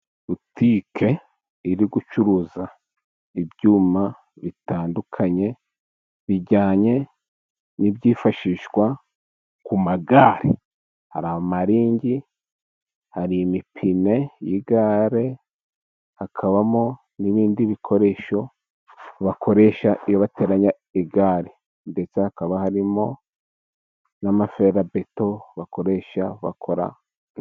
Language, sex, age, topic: Kinyarwanda, male, 36-49, finance